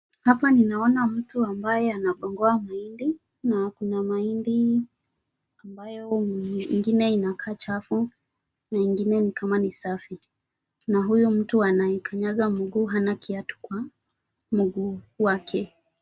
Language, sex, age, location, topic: Swahili, female, 25-35, Nakuru, agriculture